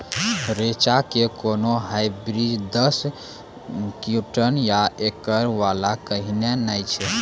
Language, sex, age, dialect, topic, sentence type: Maithili, male, 18-24, Angika, agriculture, question